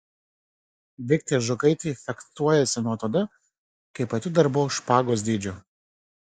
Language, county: Lithuanian, Marijampolė